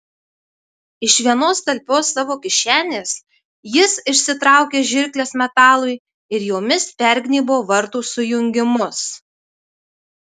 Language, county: Lithuanian, Marijampolė